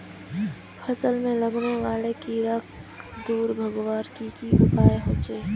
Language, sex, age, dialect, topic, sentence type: Magahi, female, 18-24, Northeastern/Surjapuri, agriculture, question